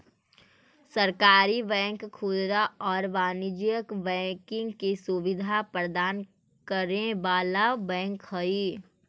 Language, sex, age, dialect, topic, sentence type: Magahi, female, 25-30, Central/Standard, banking, statement